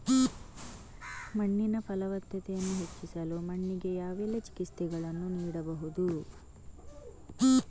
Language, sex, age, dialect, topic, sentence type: Kannada, female, 46-50, Coastal/Dakshin, agriculture, question